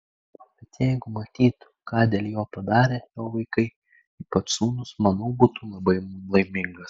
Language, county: Lithuanian, Klaipėda